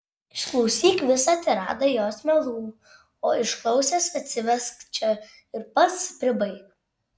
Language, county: Lithuanian, Šiauliai